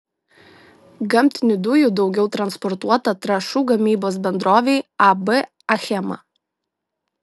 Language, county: Lithuanian, Šiauliai